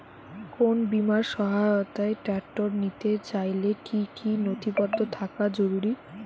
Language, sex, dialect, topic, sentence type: Bengali, female, Rajbangshi, agriculture, question